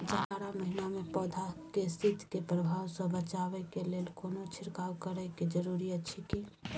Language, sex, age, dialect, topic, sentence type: Maithili, female, 51-55, Bajjika, agriculture, question